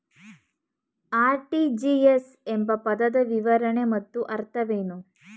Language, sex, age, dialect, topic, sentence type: Kannada, female, 18-24, Mysore Kannada, banking, question